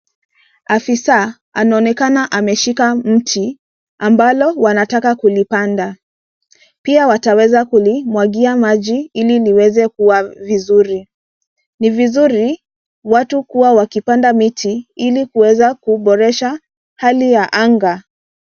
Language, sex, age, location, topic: Swahili, female, 25-35, Nairobi, government